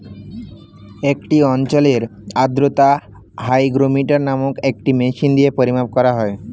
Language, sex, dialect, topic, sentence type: Bengali, male, Standard Colloquial, agriculture, statement